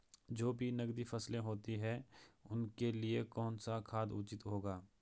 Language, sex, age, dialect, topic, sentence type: Hindi, male, 25-30, Garhwali, agriculture, question